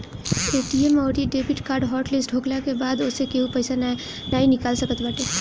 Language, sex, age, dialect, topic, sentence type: Bhojpuri, female, 18-24, Northern, banking, statement